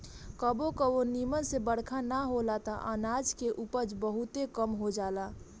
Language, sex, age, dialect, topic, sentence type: Bhojpuri, female, 18-24, Southern / Standard, agriculture, statement